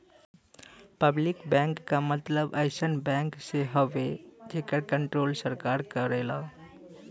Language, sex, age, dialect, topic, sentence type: Bhojpuri, male, 18-24, Western, banking, statement